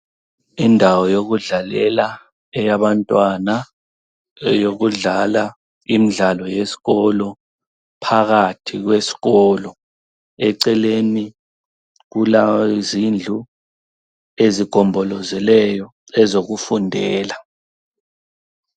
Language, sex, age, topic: North Ndebele, male, 36-49, education